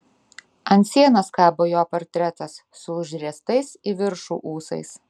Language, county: Lithuanian, Vilnius